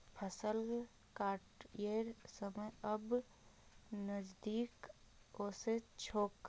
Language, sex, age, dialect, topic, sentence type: Magahi, female, 31-35, Northeastern/Surjapuri, agriculture, statement